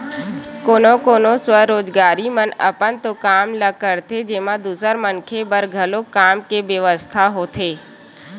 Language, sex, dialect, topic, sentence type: Chhattisgarhi, female, Western/Budati/Khatahi, banking, statement